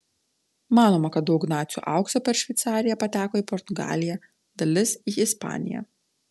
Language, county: Lithuanian, Telšiai